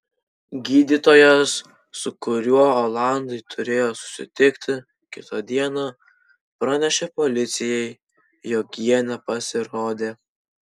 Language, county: Lithuanian, Vilnius